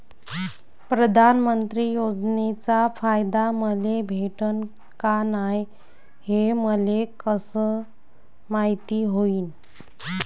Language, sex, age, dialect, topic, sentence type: Marathi, female, 25-30, Varhadi, banking, question